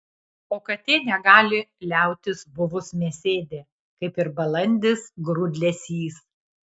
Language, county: Lithuanian, Kaunas